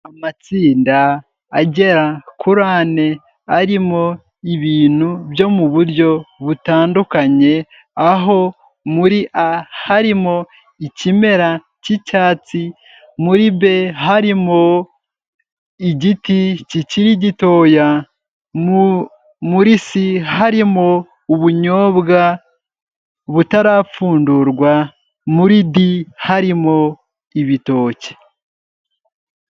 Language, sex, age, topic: Kinyarwanda, male, 18-24, health